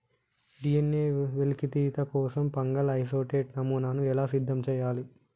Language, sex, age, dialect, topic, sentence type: Telugu, male, 18-24, Telangana, agriculture, question